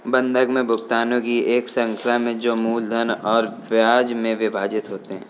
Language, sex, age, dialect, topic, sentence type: Hindi, male, 25-30, Kanauji Braj Bhasha, banking, statement